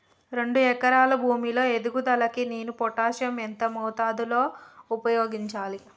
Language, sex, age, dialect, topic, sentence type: Telugu, female, 25-30, Telangana, agriculture, question